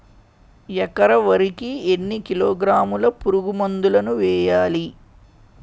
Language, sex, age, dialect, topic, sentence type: Telugu, male, 18-24, Utterandhra, agriculture, question